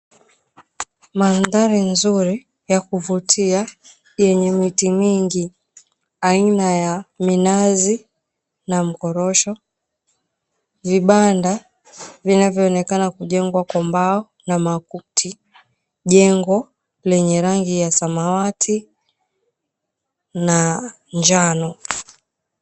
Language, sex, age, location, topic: Swahili, female, 25-35, Mombasa, agriculture